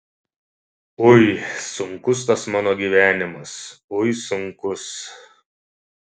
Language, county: Lithuanian, Šiauliai